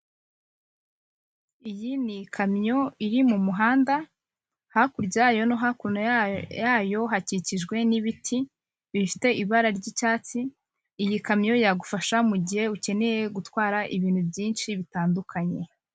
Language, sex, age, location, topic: Kinyarwanda, female, 25-35, Kigali, government